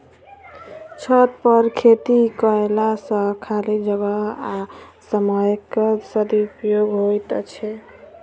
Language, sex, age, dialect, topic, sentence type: Maithili, female, 31-35, Southern/Standard, agriculture, statement